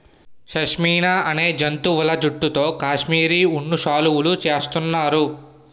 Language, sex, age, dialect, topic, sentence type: Telugu, male, 18-24, Utterandhra, agriculture, statement